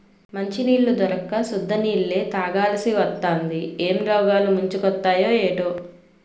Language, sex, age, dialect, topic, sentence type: Telugu, female, 36-40, Utterandhra, agriculture, statement